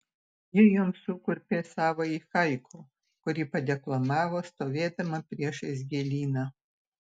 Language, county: Lithuanian, Utena